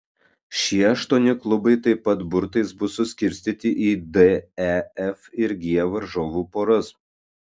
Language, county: Lithuanian, Kaunas